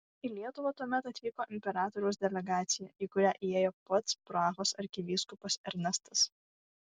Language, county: Lithuanian, Vilnius